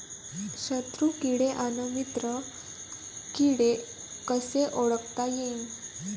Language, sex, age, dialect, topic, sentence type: Marathi, female, 18-24, Varhadi, agriculture, question